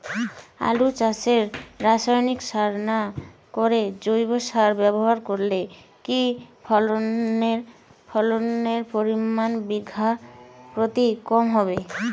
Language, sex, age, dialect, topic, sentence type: Bengali, female, 25-30, Rajbangshi, agriculture, question